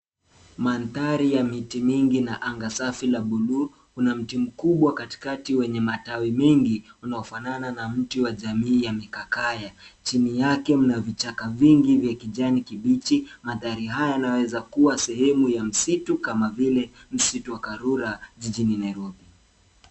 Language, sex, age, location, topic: Swahili, male, 18-24, Nairobi, government